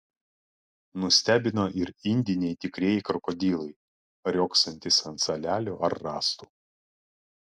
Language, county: Lithuanian, Klaipėda